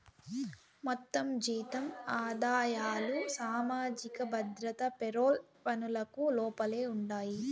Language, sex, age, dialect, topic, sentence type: Telugu, female, 18-24, Southern, banking, statement